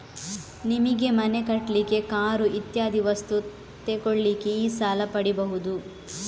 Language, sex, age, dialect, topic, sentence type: Kannada, female, 18-24, Coastal/Dakshin, banking, statement